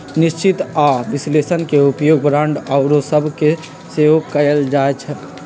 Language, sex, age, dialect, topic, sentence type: Magahi, male, 56-60, Western, banking, statement